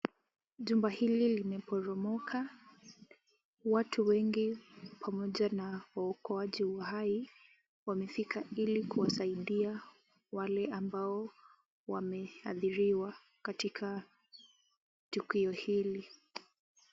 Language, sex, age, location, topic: Swahili, female, 18-24, Kisumu, health